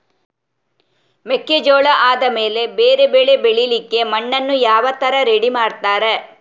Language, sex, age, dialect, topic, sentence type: Kannada, female, 36-40, Coastal/Dakshin, agriculture, question